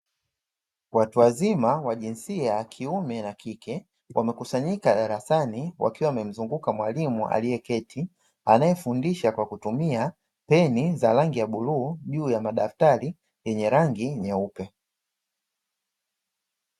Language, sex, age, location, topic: Swahili, male, 25-35, Dar es Salaam, education